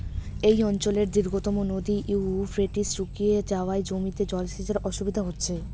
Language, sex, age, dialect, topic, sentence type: Bengali, female, 18-24, Rajbangshi, agriculture, question